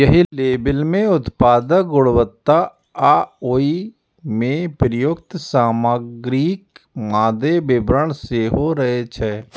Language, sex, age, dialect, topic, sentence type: Maithili, male, 31-35, Eastern / Thethi, banking, statement